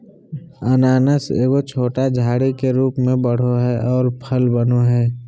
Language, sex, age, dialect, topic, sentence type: Magahi, male, 18-24, Southern, agriculture, statement